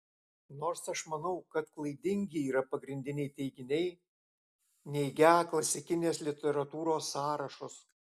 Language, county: Lithuanian, Alytus